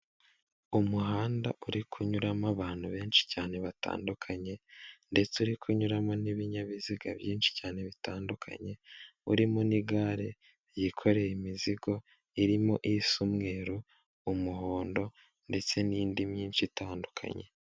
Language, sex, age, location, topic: Kinyarwanda, male, 18-24, Kigali, government